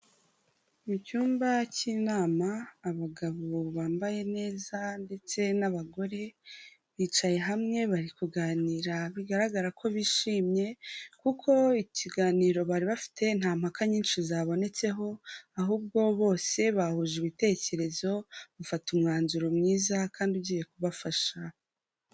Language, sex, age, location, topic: Kinyarwanda, female, 18-24, Huye, government